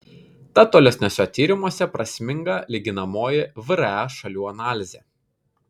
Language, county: Lithuanian, Kaunas